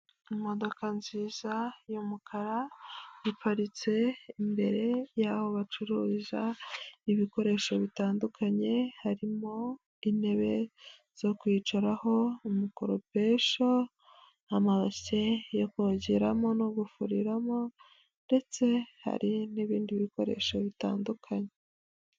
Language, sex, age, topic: Kinyarwanda, female, 25-35, finance